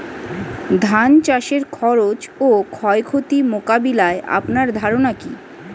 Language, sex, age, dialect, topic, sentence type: Bengali, female, 31-35, Standard Colloquial, agriculture, question